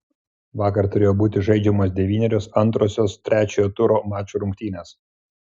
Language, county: Lithuanian, Klaipėda